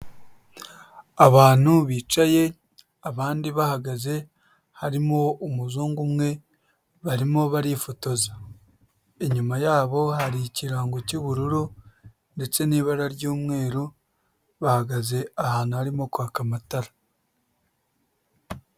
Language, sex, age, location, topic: Kinyarwanda, male, 25-35, Huye, health